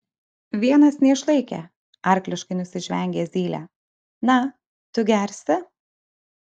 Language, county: Lithuanian, Kaunas